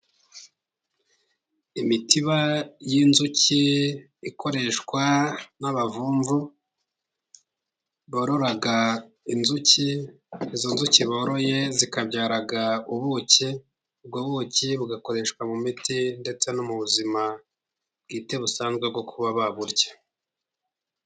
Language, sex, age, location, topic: Kinyarwanda, male, 50+, Musanze, government